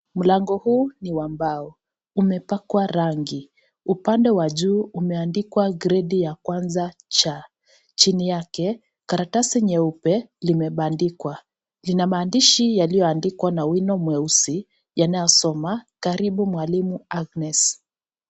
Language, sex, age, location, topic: Swahili, female, 25-35, Kisii, education